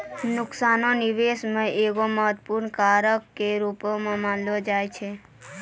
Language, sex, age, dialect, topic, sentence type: Maithili, female, 18-24, Angika, banking, statement